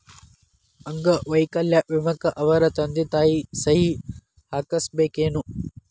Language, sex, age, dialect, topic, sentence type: Kannada, male, 18-24, Dharwad Kannada, banking, statement